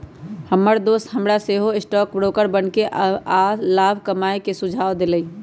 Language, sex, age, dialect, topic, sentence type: Magahi, male, 31-35, Western, banking, statement